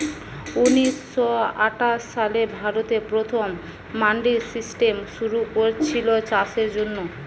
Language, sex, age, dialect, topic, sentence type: Bengali, female, 18-24, Western, agriculture, statement